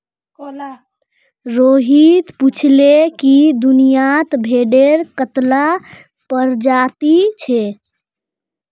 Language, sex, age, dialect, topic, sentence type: Magahi, female, 18-24, Northeastern/Surjapuri, agriculture, statement